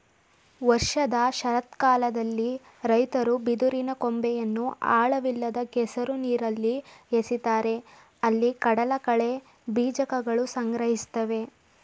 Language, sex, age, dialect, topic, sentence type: Kannada, male, 18-24, Mysore Kannada, agriculture, statement